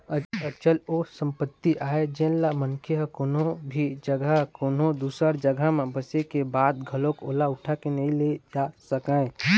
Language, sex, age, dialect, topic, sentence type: Chhattisgarhi, male, 60-100, Eastern, banking, statement